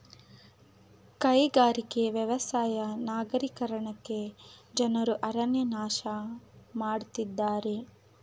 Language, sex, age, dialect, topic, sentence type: Kannada, female, 25-30, Mysore Kannada, agriculture, statement